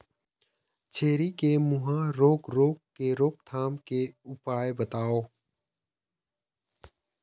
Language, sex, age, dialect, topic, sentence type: Chhattisgarhi, male, 31-35, Eastern, agriculture, question